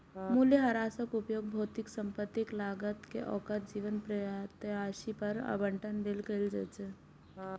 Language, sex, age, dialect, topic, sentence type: Maithili, female, 18-24, Eastern / Thethi, banking, statement